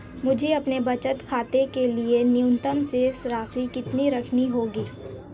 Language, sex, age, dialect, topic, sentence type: Hindi, female, 18-24, Marwari Dhudhari, banking, question